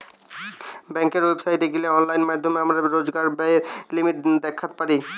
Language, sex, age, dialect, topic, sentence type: Bengali, male, 18-24, Western, banking, statement